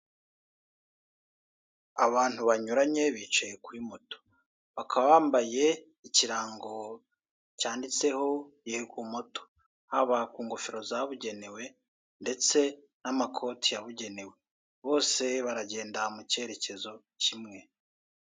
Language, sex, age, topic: Kinyarwanda, male, 36-49, finance